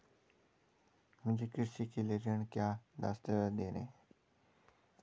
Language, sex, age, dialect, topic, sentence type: Hindi, male, 31-35, Garhwali, banking, question